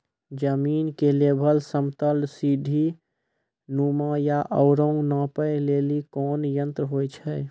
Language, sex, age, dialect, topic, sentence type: Maithili, male, 18-24, Angika, agriculture, question